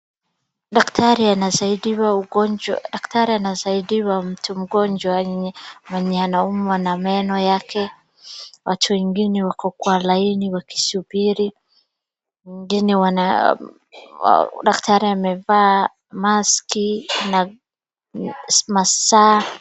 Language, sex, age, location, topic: Swahili, female, 25-35, Wajir, health